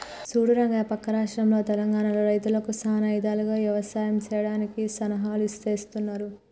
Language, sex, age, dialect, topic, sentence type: Telugu, female, 36-40, Telangana, agriculture, statement